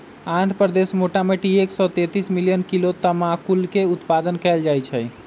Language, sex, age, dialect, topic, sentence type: Magahi, male, 25-30, Western, agriculture, statement